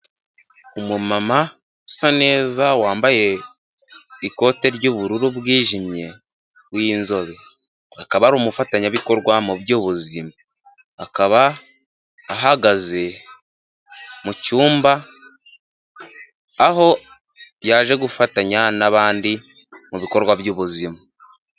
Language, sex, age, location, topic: Kinyarwanda, male, 18-24, Huye, health